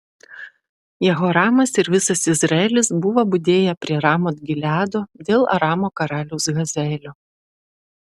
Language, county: Lithuanian, Šiauliai